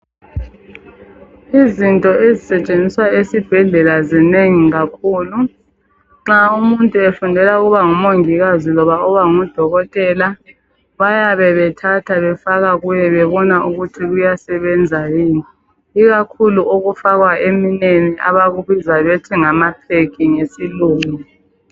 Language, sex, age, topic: North Ndebele, female, 25-35, health